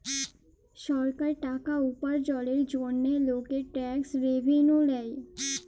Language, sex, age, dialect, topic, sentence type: Bengali, female, 18-24, Jharkhandi, banking, statement